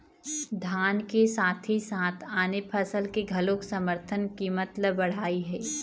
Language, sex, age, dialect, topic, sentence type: Chhattisgarhi, female, 18-24, Eastern, agriculture, statement